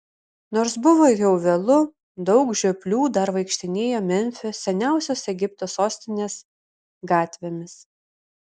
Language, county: Lithuanian, Šiauliai